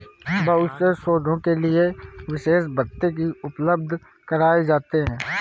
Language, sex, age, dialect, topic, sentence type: Hindi, male, 18-24, Awadhi Bundeli, banking, statement